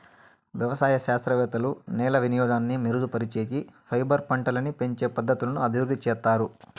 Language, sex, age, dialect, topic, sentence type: Telugu, male, 18-24, Southern, agriculture, statement